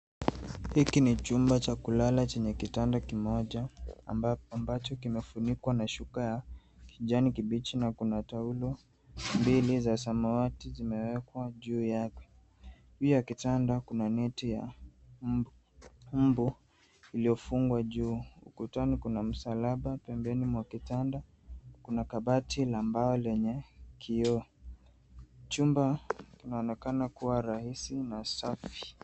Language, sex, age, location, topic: Swahili, male, 18-24, Nairobi, education